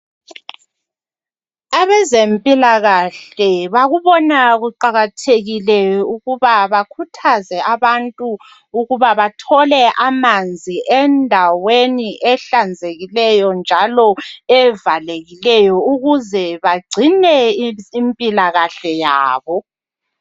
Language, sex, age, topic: North Ndebele, female, 36-49, health